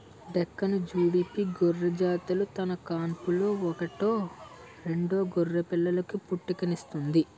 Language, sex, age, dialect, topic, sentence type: Telugu, male, 60-100, Utterandhra, agriculture, statement